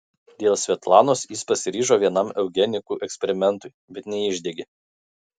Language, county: Lithuanian, Kaunas